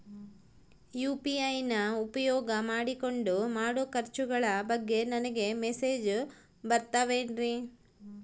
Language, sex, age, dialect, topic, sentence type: Kannada, female, 36-40, Central, banking, question